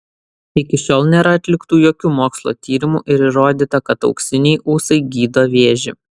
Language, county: Lithuanian, Vilnius